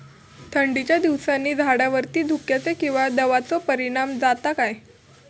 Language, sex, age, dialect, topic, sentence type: Marathi, female, 18-24, Southern Konkan, agriculture, question